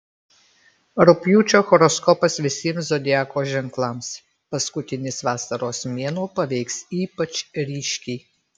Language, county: Lithuanian, Marijampolė